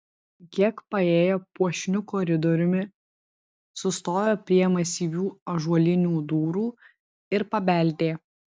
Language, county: Lithuanian, Vilnius